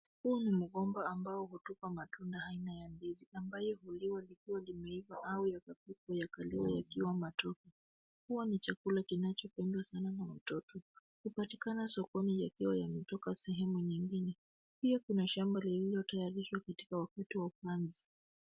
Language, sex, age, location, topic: Swahili, female, 25-35, Nairobi, health